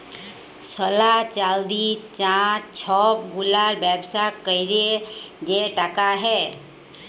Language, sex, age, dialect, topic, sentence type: Bengali, female, 31-35, Jharkhandi, banking, statement